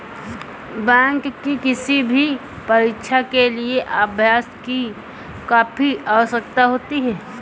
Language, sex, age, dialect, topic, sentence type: Hindi, female, 25-30, Awadhi Bundeli, banking, statement